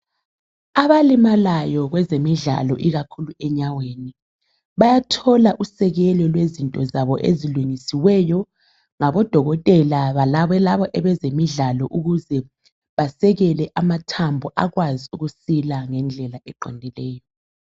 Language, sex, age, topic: North Ndebele, female, 25-35, health